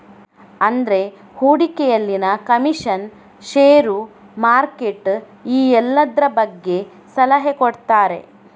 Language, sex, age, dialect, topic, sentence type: Kannada, female, 18-24, Coastal/Dakshin, banking, statement